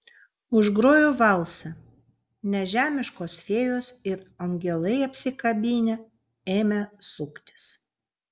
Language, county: Lithuanian, Vilnius